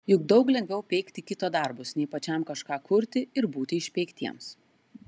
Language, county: Lithuanian, Klaipėda